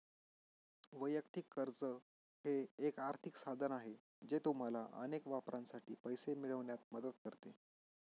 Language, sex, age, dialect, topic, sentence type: Marathi, male, 25-30, Northern Konkan, banking, statement